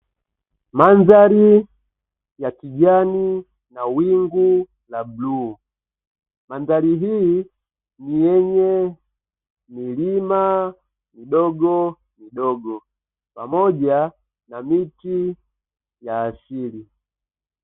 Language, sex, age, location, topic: Swahili, male, 25-35, Dar es Salaam, agriculture